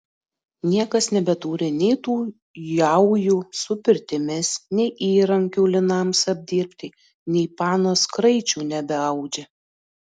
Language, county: Lithuanian, Panevėžys